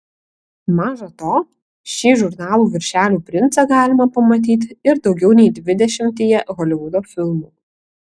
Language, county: Lithuanian, Kaunas